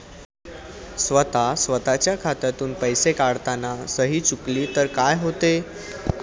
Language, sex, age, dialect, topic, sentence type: Marathi, male, 25-30, Standard Marathi, banking, question